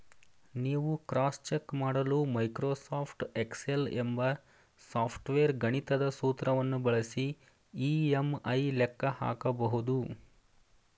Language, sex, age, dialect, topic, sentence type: Kannada, male, 31-35, Mysore Kannada, banking, statement